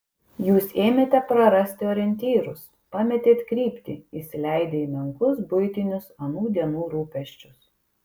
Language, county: Lithuanian, Kaunas